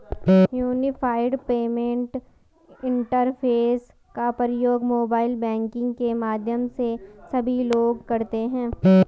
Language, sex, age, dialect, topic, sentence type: Hindi, female, 18-24, Garhwali, banking, statement